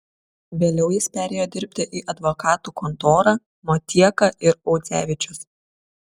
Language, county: Lithuanian, Šiauliai